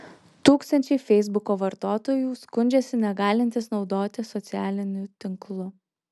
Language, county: Lithuanian, Alytus